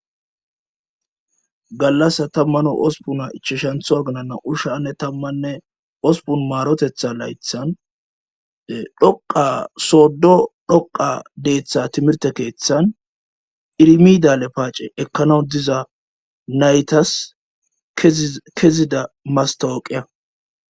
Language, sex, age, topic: Gamo, male, 25-35, government